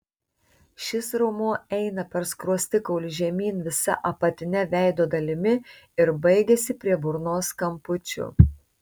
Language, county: Lithuanian, Tauragė